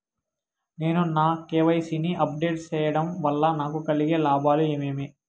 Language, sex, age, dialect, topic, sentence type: Telugu, male, 18-24, Southern, banking, question